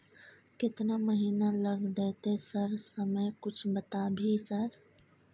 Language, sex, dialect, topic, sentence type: Maithili, female, Bajjika, banking, question